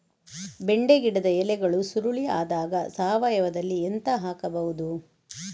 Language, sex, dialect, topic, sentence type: Kannada, female, Coastal/Dakshin, agriculture, question